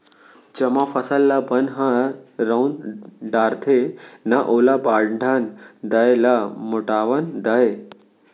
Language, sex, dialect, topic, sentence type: Chhattisgarhi, male, Central, agriculture, statement